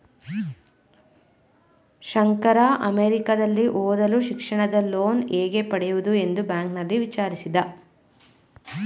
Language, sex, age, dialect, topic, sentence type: Kannada, female, 25-30, Mysore Kannada, banking, statement